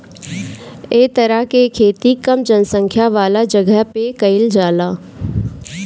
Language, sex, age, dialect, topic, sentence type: Bhojpuri, female, 18-24, Northern, agriculture, statement